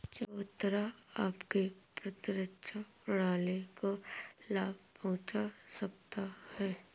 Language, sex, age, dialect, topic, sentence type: Hindi, female, 36-40, Awadhi Bundeli, agriculture, statement